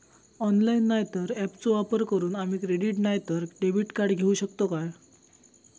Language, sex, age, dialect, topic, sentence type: Marathi, male, 18-24, Southern Konkan, banking, question